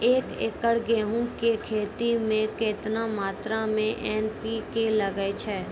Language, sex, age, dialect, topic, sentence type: Maithili, female, 18-24, Angika, agriculture, question